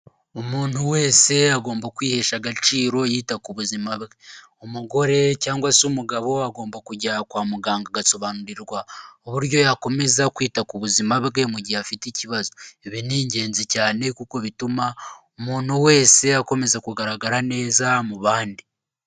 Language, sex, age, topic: Kinyarwanda, male, 18-24, health